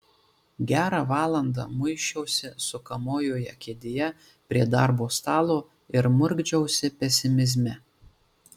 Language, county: Lithuanian, Marijampolė